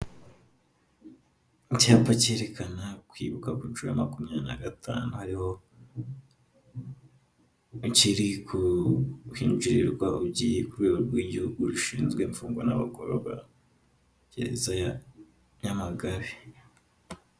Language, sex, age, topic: Kinyarwanda, male, 18-24, government